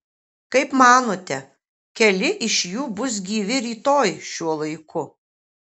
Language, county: Lithuanian, Kaunas